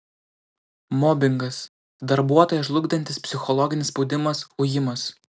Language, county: Lithuanian, Klaipėda